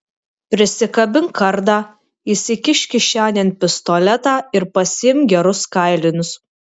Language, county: Lithuanian, Kaunas